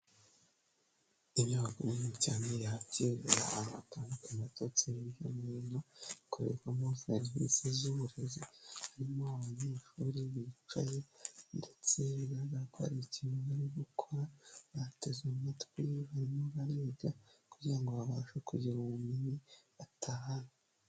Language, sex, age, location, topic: Kinyarwanda, male, 25-35, Nyagatare, education